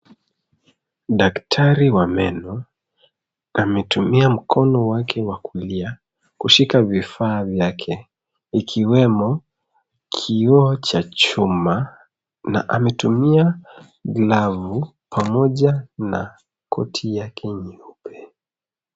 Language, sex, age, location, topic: Swahili, male, 36-49, Nairobi, health